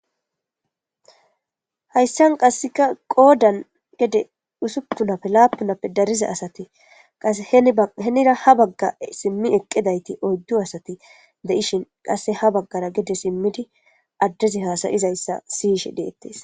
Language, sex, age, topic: Gamo, female, 25-35, government